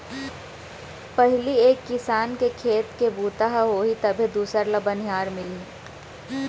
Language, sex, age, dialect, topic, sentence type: Chhattisgarhi, female, 18-24, Central, agriculture, statement